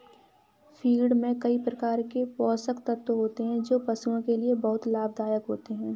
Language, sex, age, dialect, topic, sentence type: Hindi, female, 18-24, Kanauji Braj Bhasha, agriculture, statement